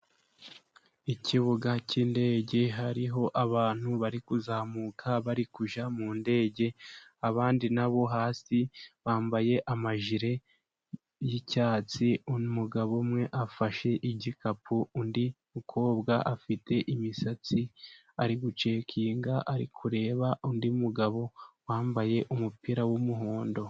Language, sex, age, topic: Kinyarwanda, male, 18-24, government